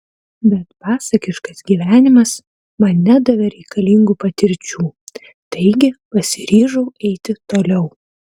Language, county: Lithuanian, Utena